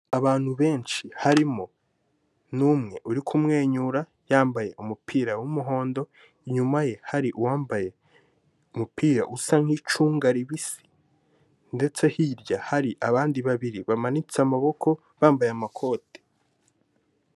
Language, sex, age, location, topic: Kinyarwanda, male, 18-24, Kigali, government